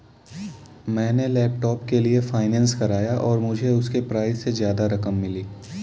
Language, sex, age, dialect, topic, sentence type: Hindi, male, 18-24, Kanauji Braj Bhasha, banking, statement